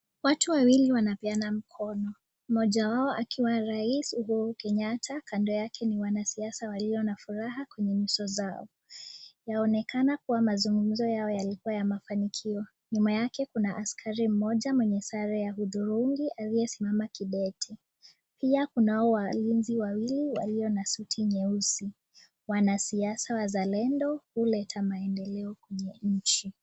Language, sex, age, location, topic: Swahili, female, 18-24, Nakuru, government